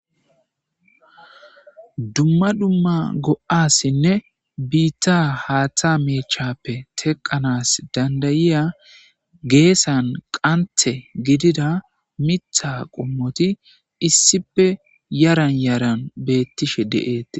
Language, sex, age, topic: Gamo, male, 25-35, agriculture